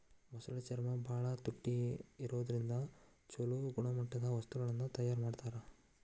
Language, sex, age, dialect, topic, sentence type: Kannada, male, 41-45, Dharwad Kannada, agriculture, statement